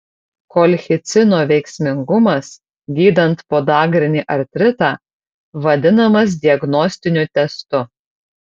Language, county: Lithuanian, Kaunas